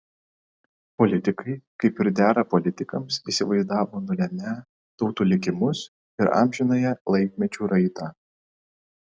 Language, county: Lithuanian, Vilnius